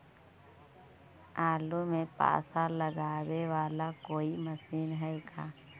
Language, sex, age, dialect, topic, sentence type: Magahi, male, 31-35, Central/Standard, agriculture, question